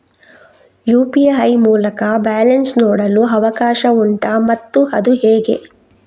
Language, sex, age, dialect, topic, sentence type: Kannada, female, 36-40, Coastal/Dakshin, banking, question